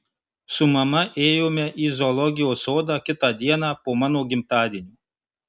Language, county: Lithuanian, Marijampolė